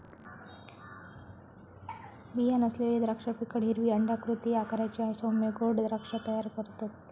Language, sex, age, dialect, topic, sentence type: Marathi, female, 36-40, Southern Konkan, agriculture, statement